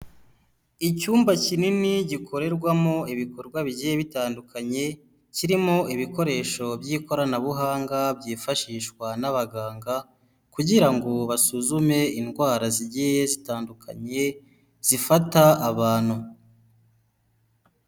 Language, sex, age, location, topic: Kinyarwanda, male, 18-24, Huye, health